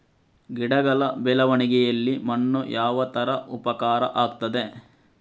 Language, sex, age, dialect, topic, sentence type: Kannada, male, 60-100, Coastal/Dakshin, agriculture, question